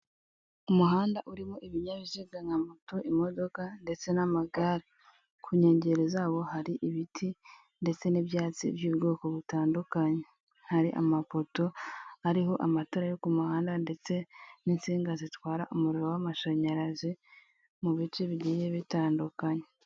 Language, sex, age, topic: Kinyarwanda, female, 18-24, government